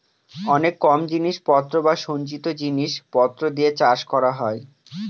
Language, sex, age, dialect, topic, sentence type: Bengali, male, 25-30, Northern/Varendri, agriculture, statement